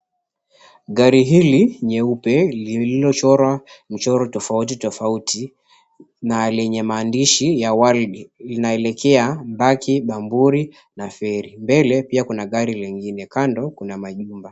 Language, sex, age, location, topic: Swahili, male, 25-35, Mombasa, government